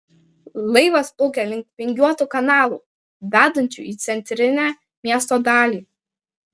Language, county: Lithuanian, Klaipėda